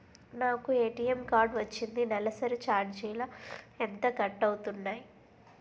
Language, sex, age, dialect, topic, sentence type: Telugu, female, 25-30, Utterandhra, banking, question